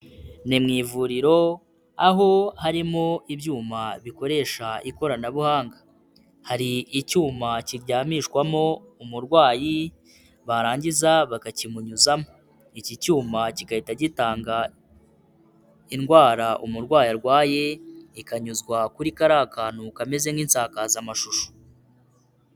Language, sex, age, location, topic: Kinyarwanda, male, 25-35, Kigali, health